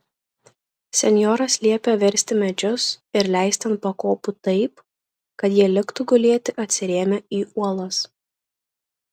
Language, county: Lithuanian, Šiauliai